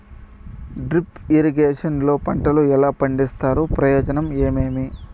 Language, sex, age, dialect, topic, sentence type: Telugu, male, 25-30, Southern, agriculture, question